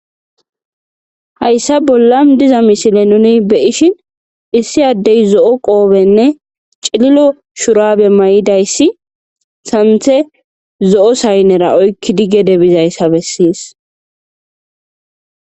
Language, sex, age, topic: Gamo, female, 25-35, agriculture